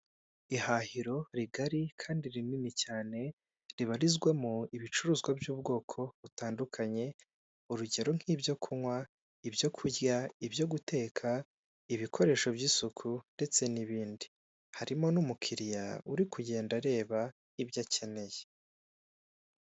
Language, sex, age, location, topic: Kinyarwanda, male, 25-35, Kigali, finance